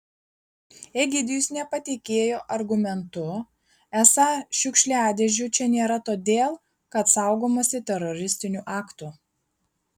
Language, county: Lithuanian, Klaipėda